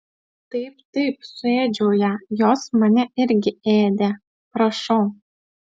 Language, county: Lithuanian, Utena